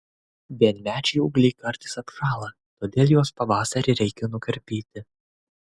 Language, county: Lithuanian, Kaunas